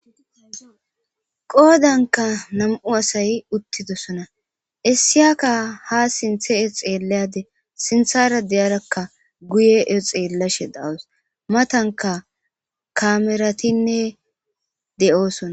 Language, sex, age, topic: Gamo, female, 25-35, government